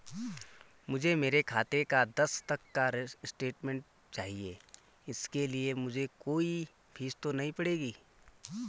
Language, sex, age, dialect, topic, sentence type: Hindi, male, 31-35, Garhwali, banking, question